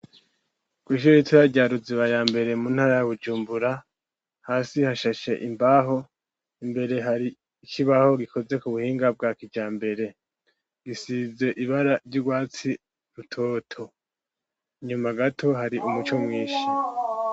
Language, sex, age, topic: Rundi, male, 18-24, education